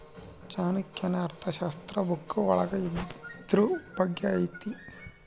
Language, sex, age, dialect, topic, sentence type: Kannada, male, 18-24, Central, banking, statement